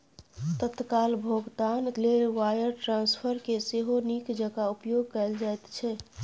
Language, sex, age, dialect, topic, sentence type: Maithili, female, 25-30, Bajjika, banking, statement